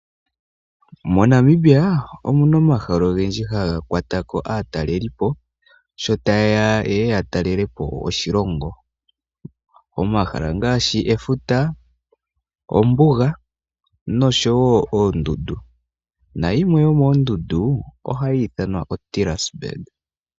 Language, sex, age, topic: Oshiwambo, male, 18-24, agriculture